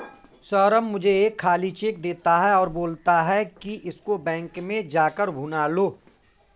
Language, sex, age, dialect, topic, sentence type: Hindi, male, 41-45, Awadhi Bundeli, banking, statement